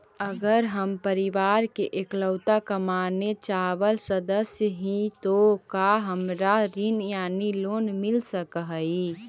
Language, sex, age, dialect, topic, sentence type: Magahi, female, 18-24, Central/Standard, banking, question